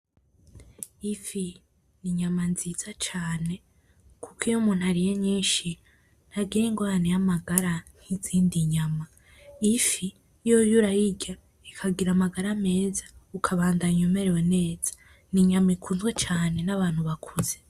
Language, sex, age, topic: Rundi, female, 18-24, agriculture